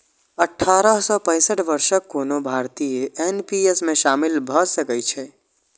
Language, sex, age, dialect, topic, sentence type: Maithili, male, 25-30, Eastern / Thethi, banking, statement